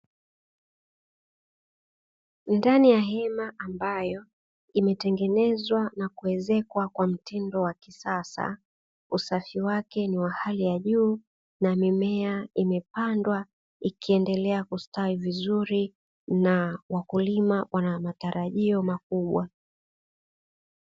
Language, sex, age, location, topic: Swahili, female, 25-35, Dar es Salaam, agriculture